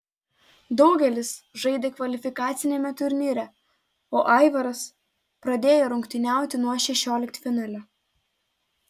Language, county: Lithuanian, Telšiai